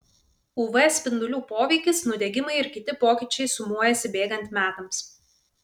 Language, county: Lithuanian, Vilnius